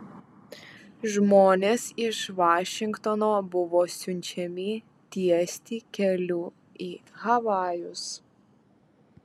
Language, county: Lithuanian, Vilnius